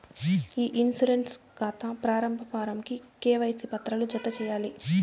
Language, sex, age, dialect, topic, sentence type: Telugu, female, 18-24, Southern, banking, statement